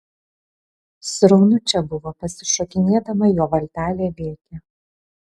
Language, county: Lithuanian, Kaunas